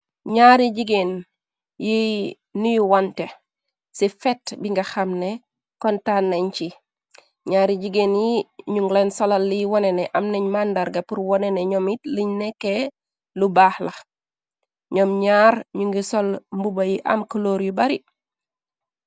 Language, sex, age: Wolof, female, 36-49